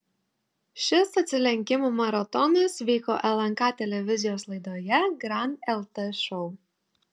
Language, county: Lithuanian, Telšiai